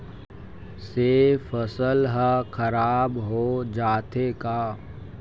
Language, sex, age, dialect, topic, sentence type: Chhattisgarhi, male, 41-45, Western/Budati/Khatahi, agriculture, question